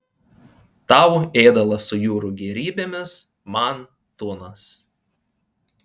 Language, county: Lithuanian, Panevėžys